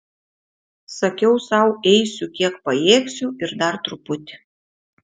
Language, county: Lithuanian, Šiauliai